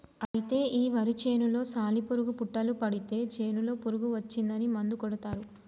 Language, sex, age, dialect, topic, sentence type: Telugu, female, 25-30, Telangana, agriculture, statement